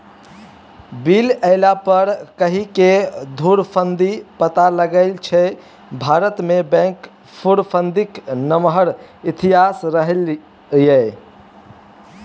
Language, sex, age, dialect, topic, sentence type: Maithili, male, 18-24, Bajjika, banking, statement